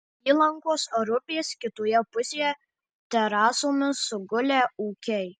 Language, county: Lithuanian, Marijampolė